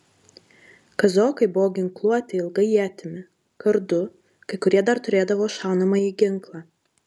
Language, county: Lithuanian, Marijampolė